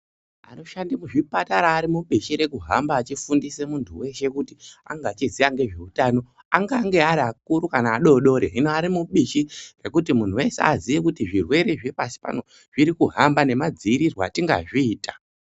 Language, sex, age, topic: Ndau, male, 18-24, health